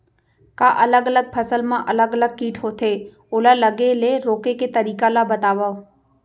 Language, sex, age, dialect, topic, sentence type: Chhattisgarhi, female, 25-30, Central, agriculture, question